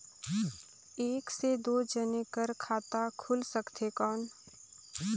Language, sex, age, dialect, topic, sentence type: Chhattisgarhi, female, 25-30, Northern/Bhandar, banking, question